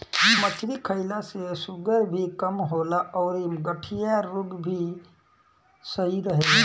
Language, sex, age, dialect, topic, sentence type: Bhojpuri, male, 18-24, Southern / Standard, agriculture, statement